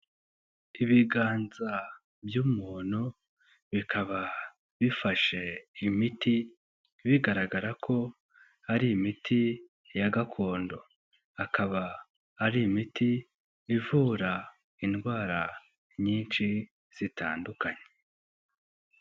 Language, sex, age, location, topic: Kinyarwanda, male, 18-24, Nyagatare, health